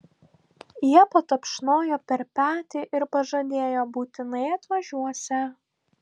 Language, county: Lithuanian, Klaipėda